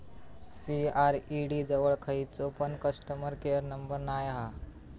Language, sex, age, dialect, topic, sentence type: Marathi, female, 25-30, Southern Konkan, banking, statement